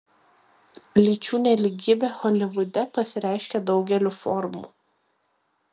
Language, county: Lithuanian, Vilnius